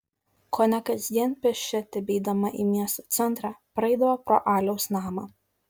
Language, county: Lithuanian, Šiauliai